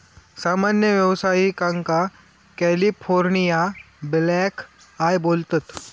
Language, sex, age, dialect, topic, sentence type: Marathi, male, 25-30, Southern Konkan, agriculture, statement